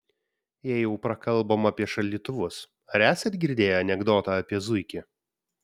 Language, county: Lithuanian, Vilnius